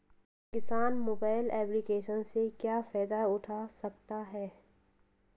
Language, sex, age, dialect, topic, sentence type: Hindi, female, 46-50, Hindustani Malvi Khadi Boli, agriculture, question